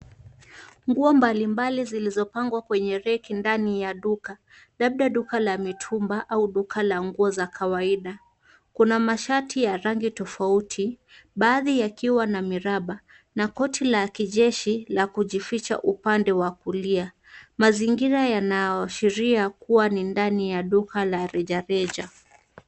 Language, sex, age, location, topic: Swahili, female, 18-24, Nairobi, finance